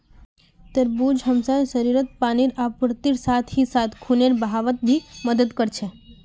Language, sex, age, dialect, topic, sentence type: Magahi, female, 25-30, Northeastern/Surjapuri, agriculture, statement